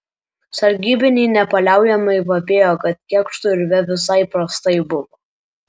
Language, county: Lithuanian, Alytus